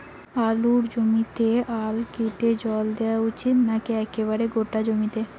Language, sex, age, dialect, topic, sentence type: Bengali, female, 18-24, Rajbangshi, agriculture, question